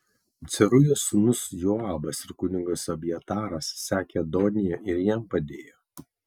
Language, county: Lithuanian, Kaunas